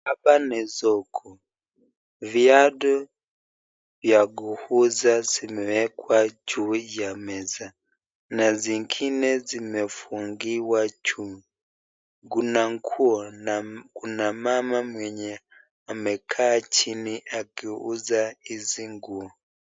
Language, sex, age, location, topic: Swahili, male, 36-49, Nakuru, finance